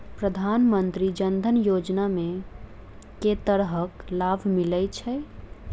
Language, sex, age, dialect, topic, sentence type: Maithili, female, 25-30, Southern/Standard, agriculture, question